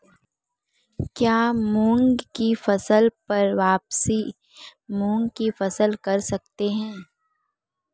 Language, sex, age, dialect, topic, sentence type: Hindi, female, 18-24, Marwari Dhudhari, agriculture, question